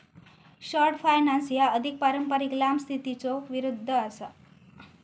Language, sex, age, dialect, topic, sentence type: Marathi, female, 18-24, Southern Konkan, banking, statement